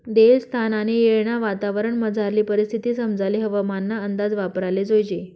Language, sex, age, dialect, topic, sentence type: Marathi, female, 25-30, Northern Konkan, agriculture, statement